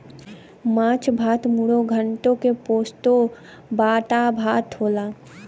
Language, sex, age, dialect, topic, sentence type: Bhojpuri, female, 18-24, Western, agriculture, statement